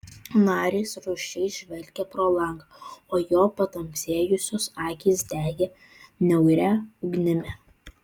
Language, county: Lithuanian, Vilnius